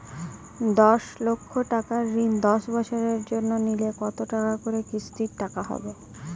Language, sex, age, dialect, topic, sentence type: Bengali, female, 18-24, Jharkhandi, banking, question